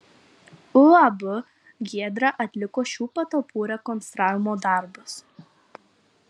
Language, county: Lithuanian, Marijampolė